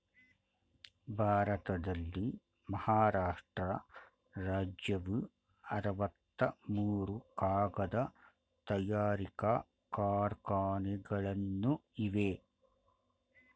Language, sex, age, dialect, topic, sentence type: Kannada, male, 51-55, Mysore Kannada, agriculture, statement